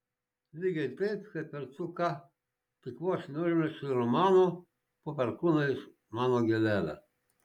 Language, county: Lithuanian, Šiauliai